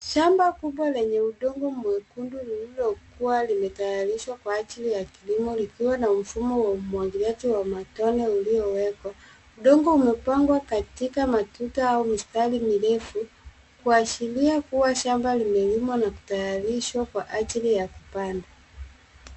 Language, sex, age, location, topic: Swahili, female, 25-35, Nairobi, agriculture